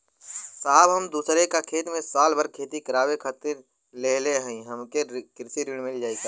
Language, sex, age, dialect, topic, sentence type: Bhojpuri, male, 18-24, Western, banking, question